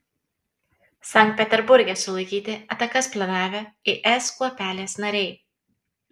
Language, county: Lithuanian, Kaunas